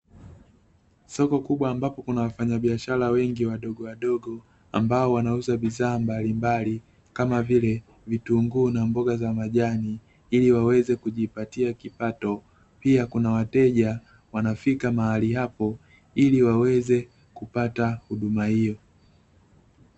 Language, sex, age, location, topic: Swahili, male, 25-35, Dar es Salaam, finance